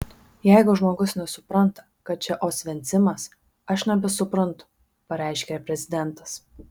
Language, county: Lithuanian, Vilnius